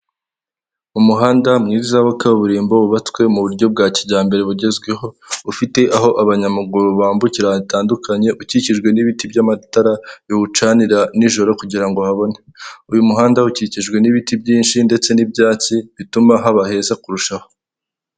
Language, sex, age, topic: Kinyarwanda, male, 18-24, government